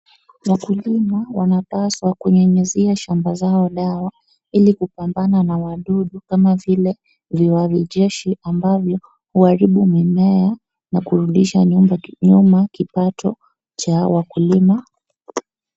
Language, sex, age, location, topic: Swahili, female, 25-35, Wajir, agriculture